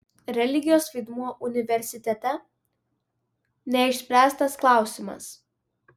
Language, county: Lithuanian, Vilnius